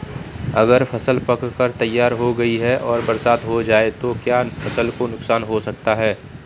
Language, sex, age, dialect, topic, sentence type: Hindi, male, 25-30, Kanauji Braj Bhasha, agriculture, question